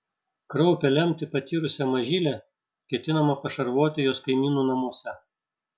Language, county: Lithuanian, Šiauliai